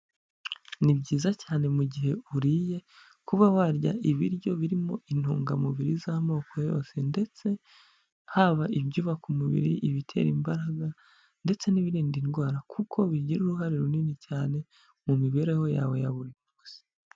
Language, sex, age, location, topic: Kinyarwanda, male, 25-35, Huye, health